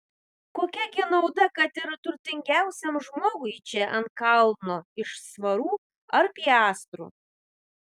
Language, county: Lithuanian, Vilnius